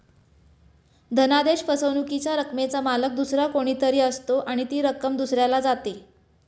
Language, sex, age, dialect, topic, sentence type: Marathi, male, 25-30, Standard Marathi, banking, statement